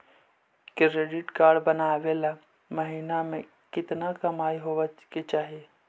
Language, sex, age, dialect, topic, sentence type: Magahi, male, 25-30, Central/Standard, banking, question